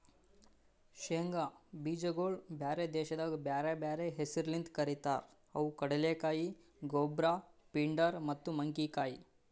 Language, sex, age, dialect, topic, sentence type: Kannada, male, 18-24, Northeastern, agriculture, statement